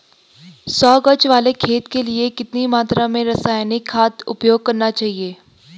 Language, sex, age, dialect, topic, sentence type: Hindi, female, 18-24, Garhwali, agriculture, question